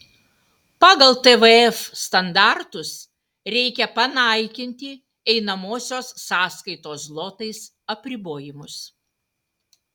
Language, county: Lithuanian, Utena